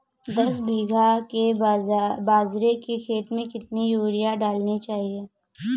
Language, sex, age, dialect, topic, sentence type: Hindi, female, 18-24, Kanauji Braj Bhasha, agriculture, question